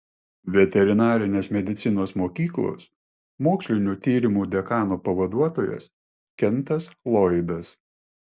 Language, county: Lithuanian, Klaipėda